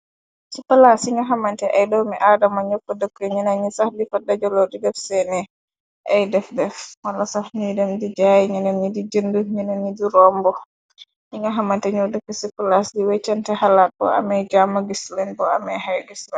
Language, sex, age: Wolof, female, 25-35